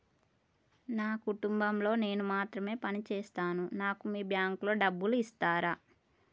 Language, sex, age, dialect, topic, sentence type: Telugu, female, 41-45, Telangana, banking, question